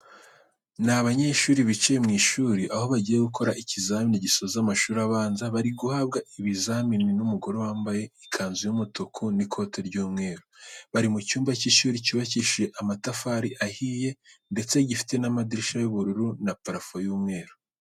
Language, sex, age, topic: Kinyarwanda, male, 18-24, education